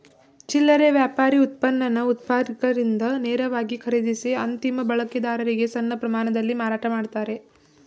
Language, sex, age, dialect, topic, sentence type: Kannada, female, 18-24, Mysore Kannada, agriculture, statement